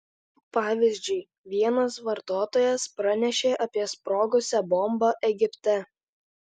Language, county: Lithuanian, Alytus